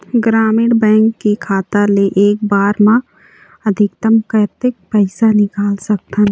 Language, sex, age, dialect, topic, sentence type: Chhattisgarhi, female, 51-55, Eastern, banking, question